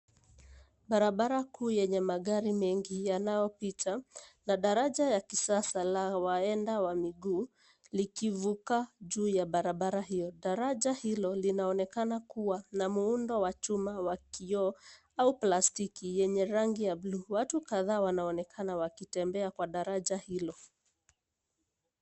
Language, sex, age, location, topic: Swahili, female, 25-35, Nairobi, government